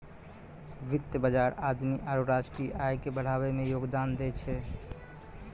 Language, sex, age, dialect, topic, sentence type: Maithili, male, 25-30, Angika, banking, statement